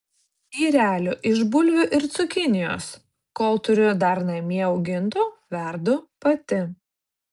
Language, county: Lithuanian, Kaunas